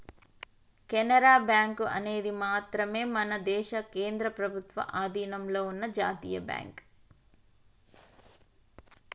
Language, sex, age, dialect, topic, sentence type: Telugu, female, 31-35, Telangana, banking, statement